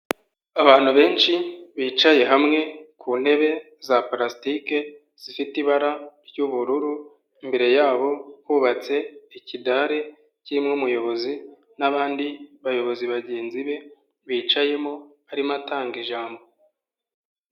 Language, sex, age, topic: Kinyarwanda, male, 25-35, government